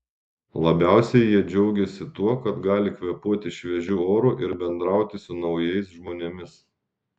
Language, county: Lithuanian, Šiauliai